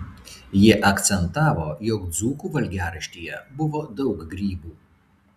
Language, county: Lithuanian, Vilnius